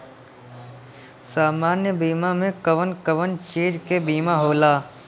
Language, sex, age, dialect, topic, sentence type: Bhojpuri, male, 18-24, Southern / Standard, banking, question